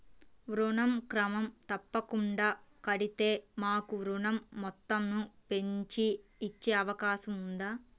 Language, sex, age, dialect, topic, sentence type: Telugu, female, 18-24, Central/Coastal, banking, question